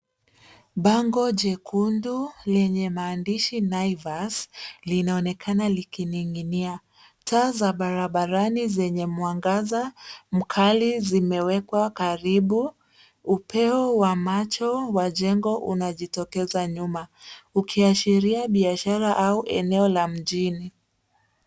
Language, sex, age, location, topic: Swahili, female, 36-49, Nairobi, finance